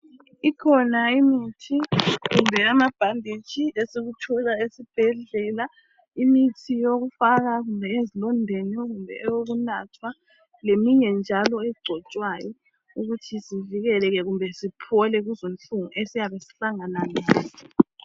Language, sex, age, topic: North Ndebele, female, 25-35, health